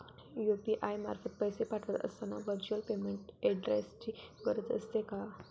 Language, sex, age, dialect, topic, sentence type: Marathi, female, 18-24, Standard Marathi, banking, question